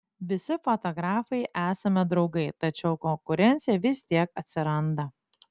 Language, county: Lithuanian, Klaipėda